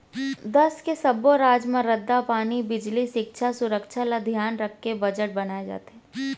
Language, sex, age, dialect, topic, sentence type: Chhattisgarhi, female, 18-24, Central, banking, statement